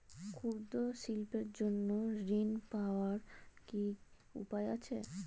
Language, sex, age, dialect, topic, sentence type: Bengali, female, 25-30, Standard Colloquial, banking, question